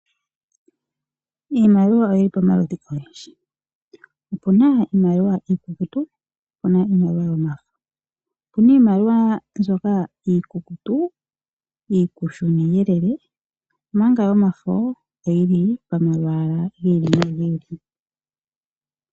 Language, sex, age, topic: Oshiwambo, female, 25-35, finance